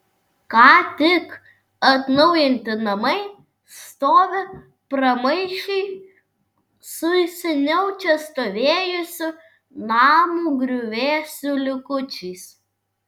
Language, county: Lithuanian, Vilnius